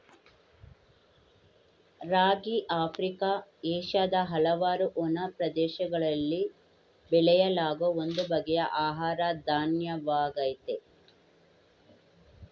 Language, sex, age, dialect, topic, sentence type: Kannada, male, 18-24, Mysore Kannada, agriculture, statement